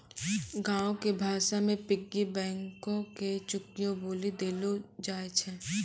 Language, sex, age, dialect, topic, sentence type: Maithili, female, 18-24, Angika, banking, statement